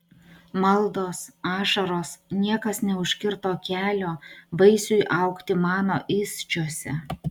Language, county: Lithuanian, Utena